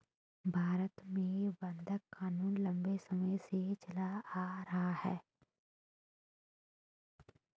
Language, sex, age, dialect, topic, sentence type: Hindi, female, 18-24, Hindustani Malvi Khadi Boli, banking, statement